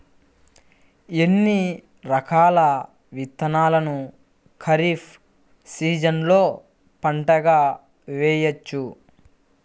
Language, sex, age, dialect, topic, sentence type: Telugu, male, 41-45, Central/Coastal, agriculture, question